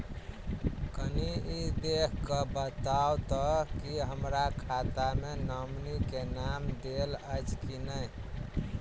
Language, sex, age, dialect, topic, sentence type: Maithili, male, 31-35, Southern/Standard, banking, question